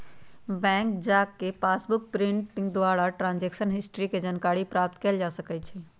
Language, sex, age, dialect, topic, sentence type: Magahi, female, 31-35, Western, banking, statement